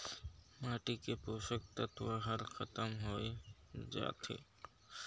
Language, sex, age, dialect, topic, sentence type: Chhattisgarhi, male, 60-100, Northern/Bhandar, agriculture, statement